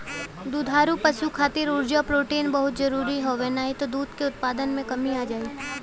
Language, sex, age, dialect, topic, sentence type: Bhojpuri, female, 18-24, Western, agriculture, statement